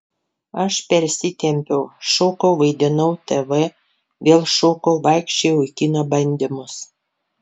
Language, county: Lithuanian, Panevėžys